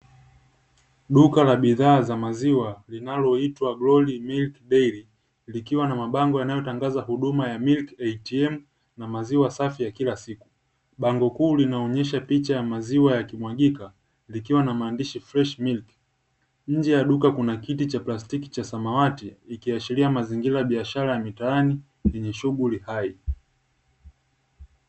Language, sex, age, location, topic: Swahili, male, 18-24, Dar es Salaam, finance